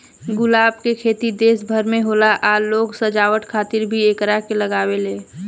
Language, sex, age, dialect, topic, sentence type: Bhojpuri, female, 25-30, Southern / Standard, agriculture, statement